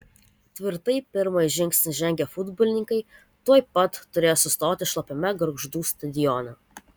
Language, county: Lithuanian, Vilnius